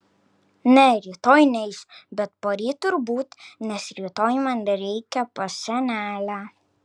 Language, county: Lithuanian, Kaunas